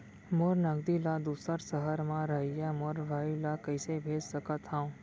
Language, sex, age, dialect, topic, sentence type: Chhattisgarhi, male, 18-24, Central, banking, question